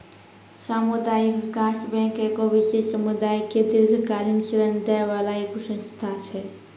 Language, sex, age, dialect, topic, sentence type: Maithili, female, 46-50, Angika, banking, statement